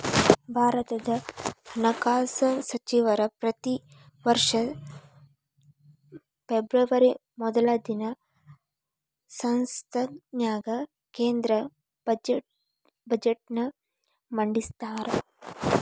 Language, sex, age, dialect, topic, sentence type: Kannada, female, 18-24, Dharwad Kannada, banking, statement